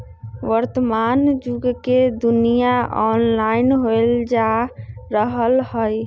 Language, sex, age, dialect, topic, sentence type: Magahi, male, 25-30, Western, banking, statement